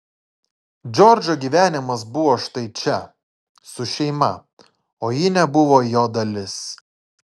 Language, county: Lithuanian, Klaipėda